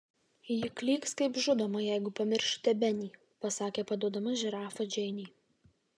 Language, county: Lithuanian, Vilnius